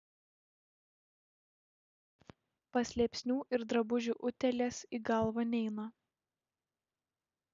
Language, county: Lithuanian, Šiauliai